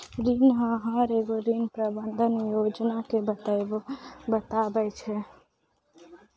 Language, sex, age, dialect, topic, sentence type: Maithili, female, 18-24, Angika, banking, statement